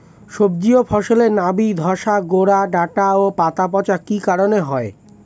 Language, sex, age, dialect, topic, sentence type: Bengali, male, 25-30, Standard Colloquial, agriculture, question